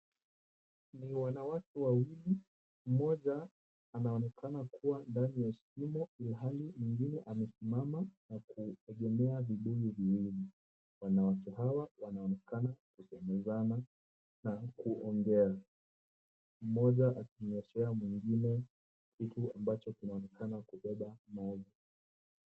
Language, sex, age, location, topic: Swahili, male, 18-24, Kisumu, health